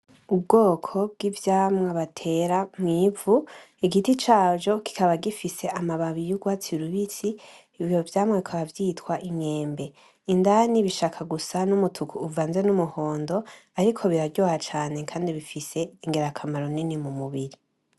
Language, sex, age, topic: Rundi, male, 18-24, agriculture